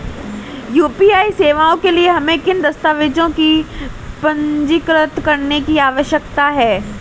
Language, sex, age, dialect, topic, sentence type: Hindi, female, 18-24, Marwari Dhudhari, banking, question